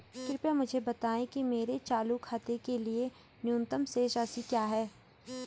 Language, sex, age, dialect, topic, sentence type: Hindi, female, 18-24, Garhwali, banking, statement